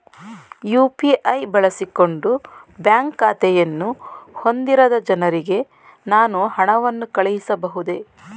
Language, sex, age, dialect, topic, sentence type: Kannada, female, 31-35, Mysore Kannada, banking, question